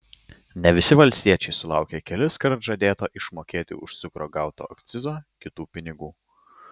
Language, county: Lithuanian, Klaipėda